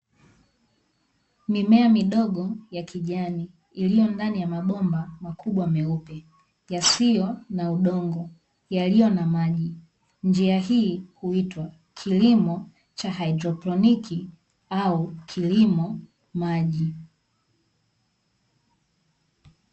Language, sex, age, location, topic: Swahili, female, 18-24, Dar es Salaam, agriculture